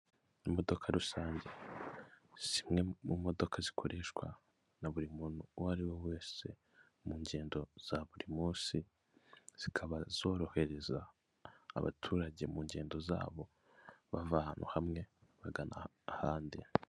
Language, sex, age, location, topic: Kinyarwanda, male, 25-35, Kigali, government